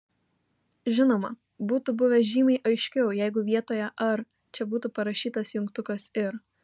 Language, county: Lithuanian, Kaunas